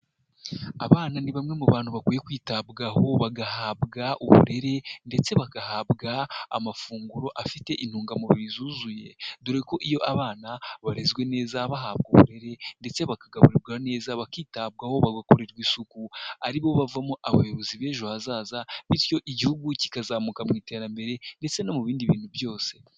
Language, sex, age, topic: Kinyarwanda, male, 18-24, health